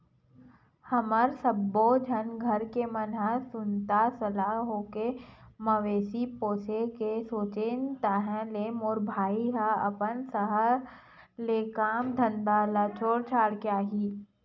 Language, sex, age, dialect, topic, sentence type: Chhattisgarhi, female, 25-30, Western/Budati/Khatahi, agriculture, statement